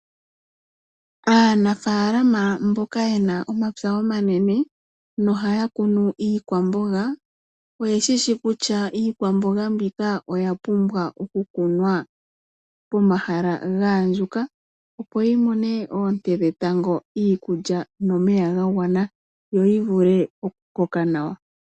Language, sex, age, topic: Oshiwambo, female, 18-24, agriculture